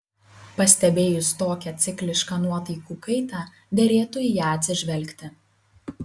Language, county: Lithuanian, Kaunas